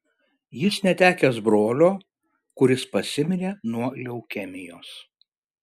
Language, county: Lithuanian, Šiauliai